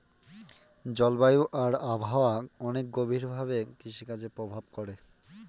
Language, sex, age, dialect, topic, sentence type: Bengali, male, 25-30, Northern/Varendri, agriculture, statement